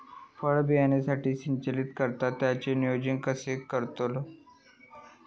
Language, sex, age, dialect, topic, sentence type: Marathi, male, 18-24, Southern Konkan, agriculture, question